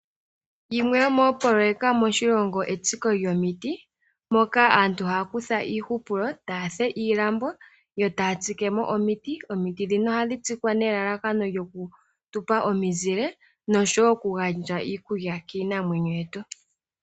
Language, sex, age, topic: Oshiwambo, female, 18-24, agriculture